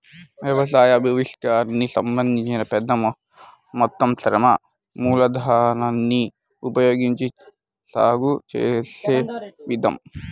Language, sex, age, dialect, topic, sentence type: Telugu, male, 18-24, Central/Coastal, agriculture, statement